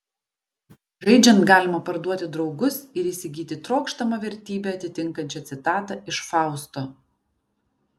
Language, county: Lithuanian, Vilnius